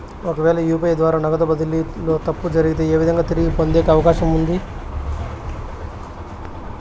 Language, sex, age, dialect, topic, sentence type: Telugu, male, 25-30, Southern, banking, question